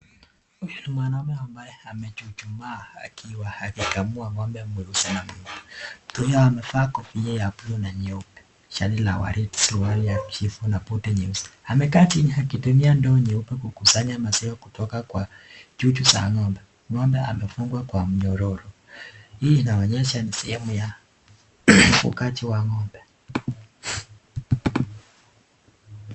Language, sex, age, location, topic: Swahili, male, 18-24, Nakuru, agriculture